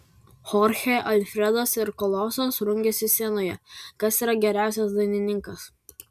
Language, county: Lithuanian, Vilnius